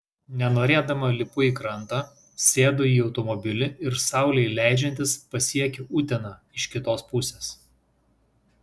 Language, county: Lithuanian, Vilnius